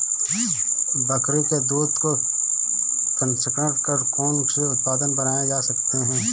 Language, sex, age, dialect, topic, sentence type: Hindi, male, 25-30, Awadhi Bundeli, agriculture, statement